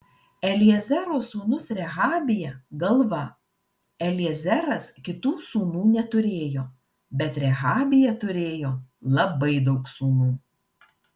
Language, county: Lithuanian, Marijampolė